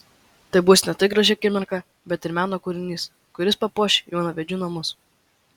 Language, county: Lithuanian, Vilnius